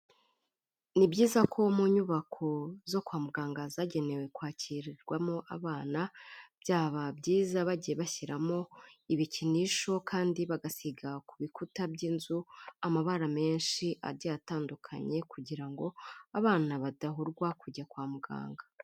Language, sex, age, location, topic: Kinyarwanda, female, 25-35, Kigali, health